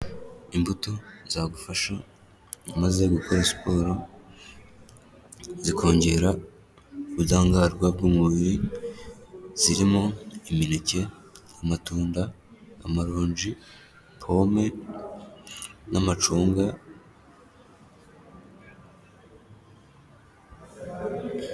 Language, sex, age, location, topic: Kinyarwanda, male, 18-24, Kigali, health